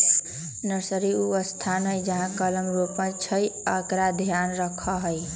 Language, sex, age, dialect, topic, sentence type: Magahi, female, 18-24, Western, agriculture, statement